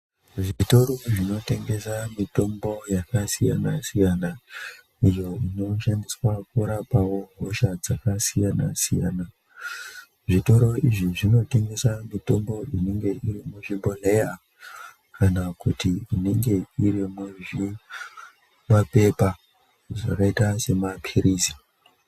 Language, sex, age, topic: Ndau, male, 25-35, health